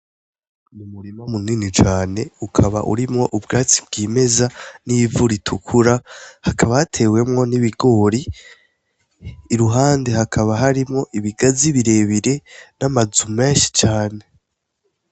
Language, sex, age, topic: Rundi, male, 18-24, agriculture